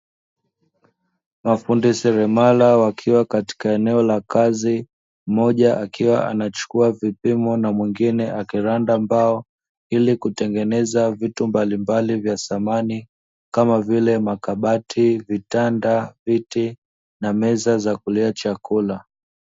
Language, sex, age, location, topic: Swahili, male, 25-35, Dar es Salaam, finance